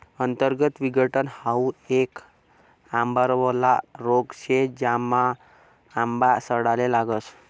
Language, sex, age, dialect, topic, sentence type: Marathi, male, 18-24, Northern Konkan, agriculture, statement